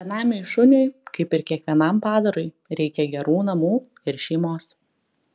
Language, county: Lithuanian, Klaipėda